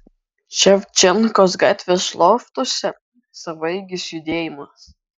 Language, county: Lithuanian, Kaunas